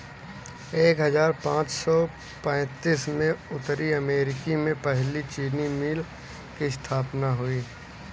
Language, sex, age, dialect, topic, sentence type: Hindi, male, 18-24, Kanauji Braj Bhasha, agriculture, statement